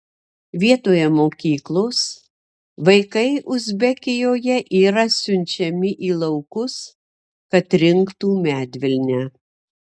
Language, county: Lithuanian, Marijampolė